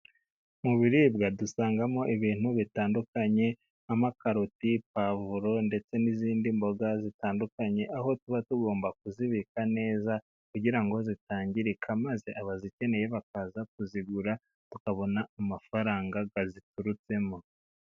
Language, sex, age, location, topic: Kinyarwanda, male, 50+, Musanze, agriculture